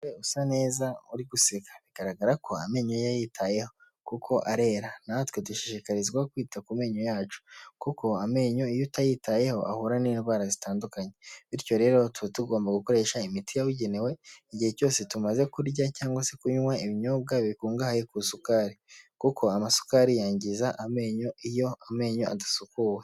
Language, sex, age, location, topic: Kinyarwanda, male, 18-24, Huye, health